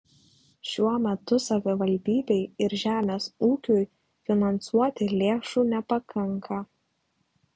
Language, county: Lithuanian, Klaipėda